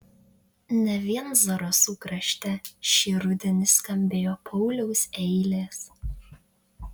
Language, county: Lithuanian, Panevėžys